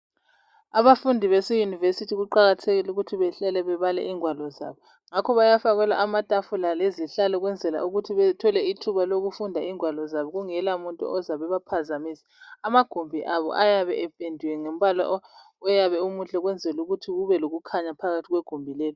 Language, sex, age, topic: North Ndebele, female, 36-49, education